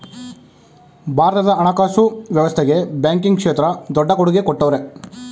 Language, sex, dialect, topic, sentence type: Kannada, male, Mysore Kannada, banking, statement